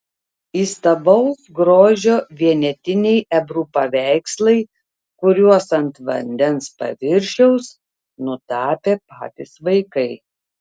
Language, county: Lithuanian, Telšiai